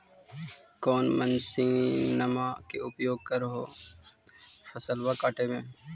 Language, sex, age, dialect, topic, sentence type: Magahi, male, 25-30, Central/Standard, agriculture, question